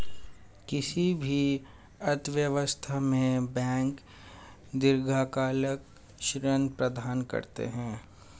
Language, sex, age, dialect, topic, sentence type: Hindi, male, 25-30, Hindustani Malvi Khadi Boli, banking, statement